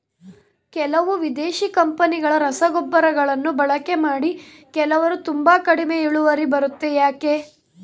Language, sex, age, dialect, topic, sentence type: Kannada, female, 18-24, Central, agriculture, question